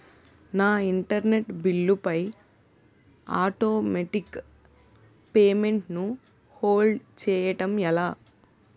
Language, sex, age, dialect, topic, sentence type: Telugu, female, 18-24, Utterandhra, banking, question